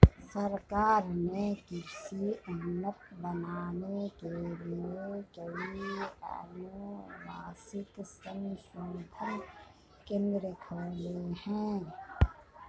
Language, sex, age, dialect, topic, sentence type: Hindi, female, 51-55, Marwari Dhudhari, agriculture, statement